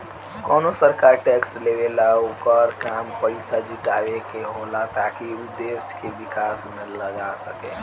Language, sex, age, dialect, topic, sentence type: Bhojpuri, male, <18, Southern / Standard, banking, statement